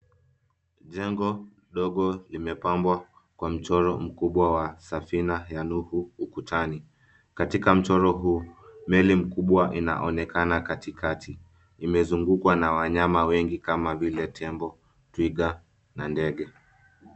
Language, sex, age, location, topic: Swahili, male, 25-35, Nairobi, education